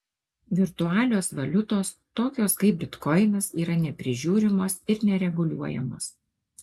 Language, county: Lithuanian, Alytus